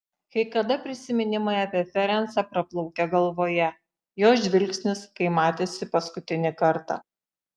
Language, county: Lithuanian, Šiauliai